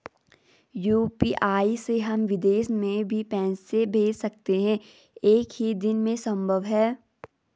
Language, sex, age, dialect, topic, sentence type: Hindi, female, 18-24, Garhwali, banking, question